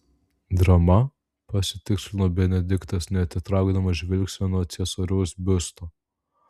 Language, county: Lithuanian, Vilnius